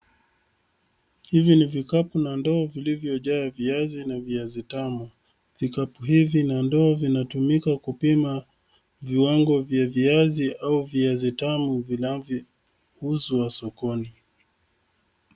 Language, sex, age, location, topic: Swahili, male, 36-49, Nairobi, finance